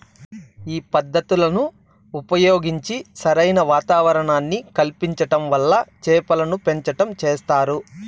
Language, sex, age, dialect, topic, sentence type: Telugu, male, 31-35, Southern, agriculture, statement